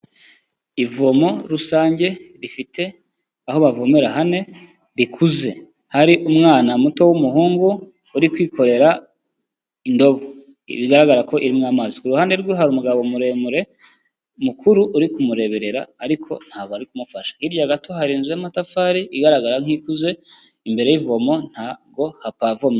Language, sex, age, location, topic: Kinyarwanda, male, 25-35, Kigali, health